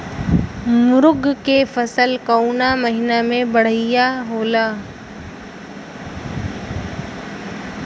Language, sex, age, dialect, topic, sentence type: Bhojpuri, female, <18, Western, agriculture, question